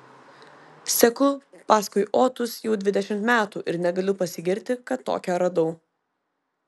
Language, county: Lithuanian, Vilnius